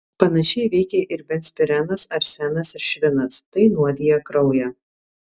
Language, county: Lithuanian, Alytus